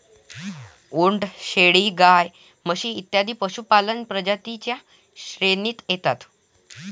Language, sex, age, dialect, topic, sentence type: Marathi, male, 18-24, Varhadi, agriculture, statement